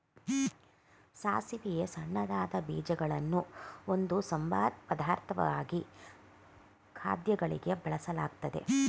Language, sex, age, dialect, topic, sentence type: Kannada, female, 46-50, Mysore Kannada, agriculture, statement